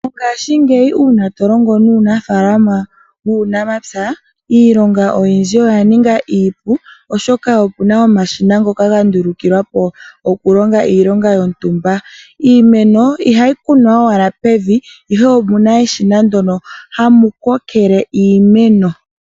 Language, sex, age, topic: Oshiwambo, female, 25-35, agriculture